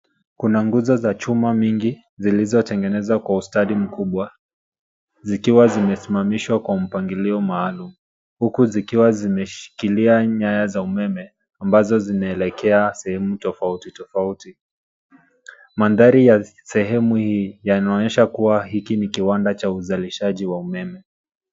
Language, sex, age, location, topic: Swahili, male, 25-35, Nairobi, government